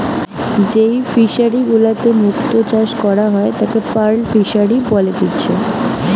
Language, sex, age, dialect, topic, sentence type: Bengali, female, 18-24, Western, agriculture, statement